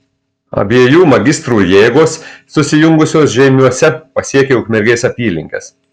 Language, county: Lithuanian, Marijampolė